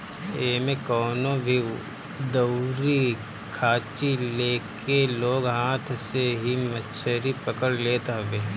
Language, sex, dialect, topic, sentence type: Bhojpuri, male, Northern, agriculture, statement